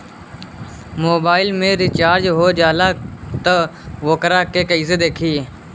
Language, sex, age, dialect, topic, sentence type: Bhojpuri, male, 18-24, Southern / Standard, banking, question